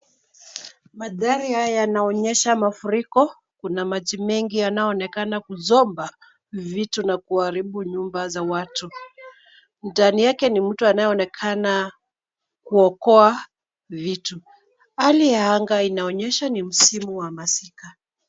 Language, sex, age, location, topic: Swahili, female, 25-35, Nairobi, government